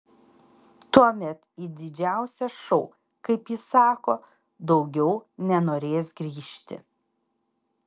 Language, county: Lithuanian, Panevėžys